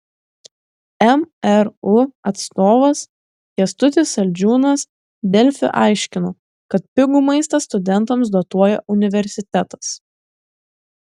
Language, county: Lithuanian, Klaipėda